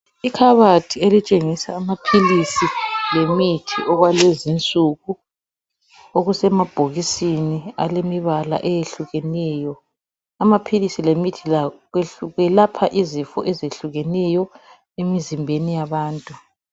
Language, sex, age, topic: North Ndebele, male, 36-49, health